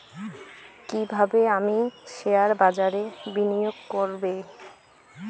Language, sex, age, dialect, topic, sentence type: Bengali, female, 18-24, Rajbangshi, banking, question